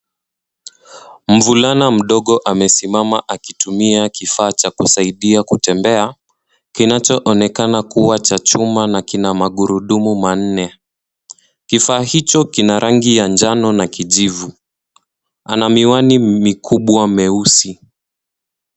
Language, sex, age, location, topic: Swahili, male, 18-24, Nairobi, education